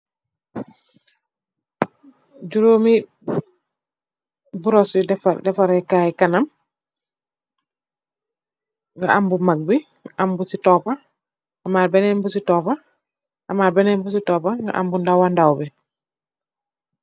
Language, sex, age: Wolof, female, 36-49